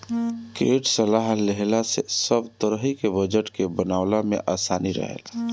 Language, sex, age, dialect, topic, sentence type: Bhojpuri, male, 36-40, Northern, banking, statement